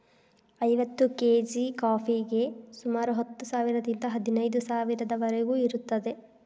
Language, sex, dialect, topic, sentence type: Kannada, female, Dharwad Kannada, agriculture, statement